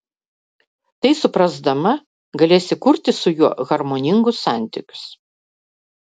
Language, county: Lithuanian, Vilnius